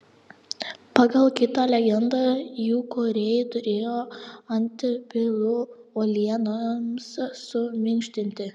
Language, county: Lithuanian, Panevėžys